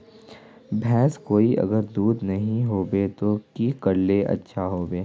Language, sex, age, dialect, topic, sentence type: Magahi, male, 18-24, Northeastern/Surjapuri, agriculture, question